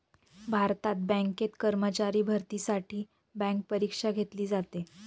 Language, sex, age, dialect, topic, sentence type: Marathi, female, 25-30, Northern Konkan, banking, statement